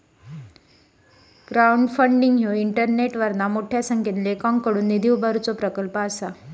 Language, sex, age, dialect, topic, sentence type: Marathi, female, 56-60, Southern Konkan, banking, statement